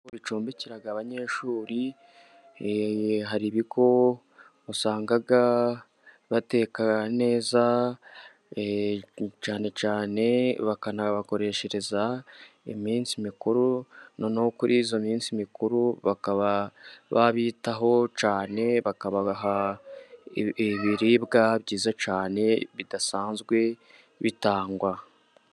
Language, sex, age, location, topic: Kinyarwanda, male, 18-24, Musanze, education